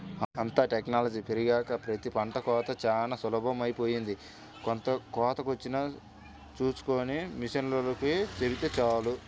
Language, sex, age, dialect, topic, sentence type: Telugu, male, 18-24, Central/Coastal, agriculture, statement